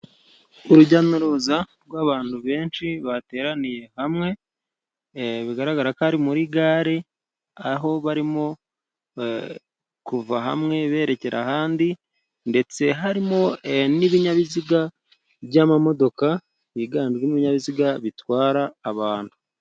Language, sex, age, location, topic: Kinyarwanda, male, 25-35, Musanze, government